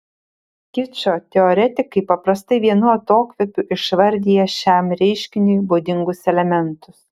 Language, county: Lithuanian, Šiauliai